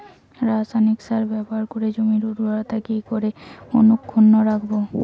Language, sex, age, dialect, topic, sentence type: Bengali, female, 18-24, Rajbangshi, agriculture, question